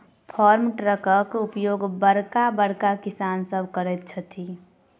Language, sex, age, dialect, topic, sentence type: Maithili, male, 25-30, Southern/Standard, agriculture, statement